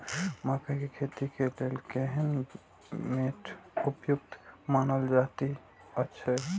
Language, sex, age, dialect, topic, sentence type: Maithili, male, 18-24, Eastern / Thethi, agriculture, question